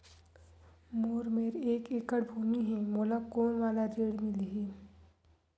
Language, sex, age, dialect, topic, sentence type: Chhattisgarhi, female, 31-35, Western/Budati/Khatahi, banking, question